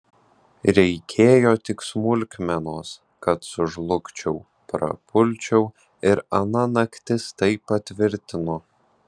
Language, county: Lithuanian, Alytus